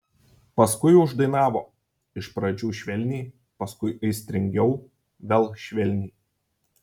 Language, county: Lithuanian, Šiauliai